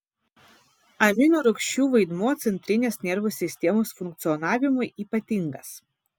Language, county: Lithuanian, Vilnius